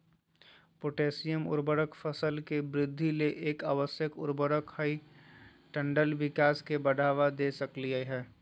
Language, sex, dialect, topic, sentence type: Magahi, male, Southern, agriculture, statement